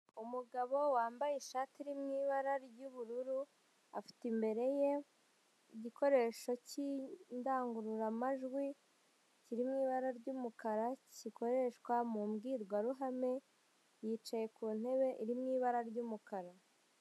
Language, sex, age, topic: Kinyarwanda, male, 18-24, government